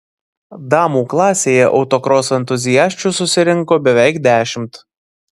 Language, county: Lithuanian, Vilnius